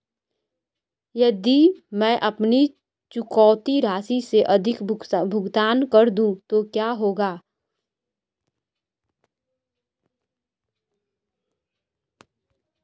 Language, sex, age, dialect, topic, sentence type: Hindi, female, 25-30, Marwari Dhudhari, banking, question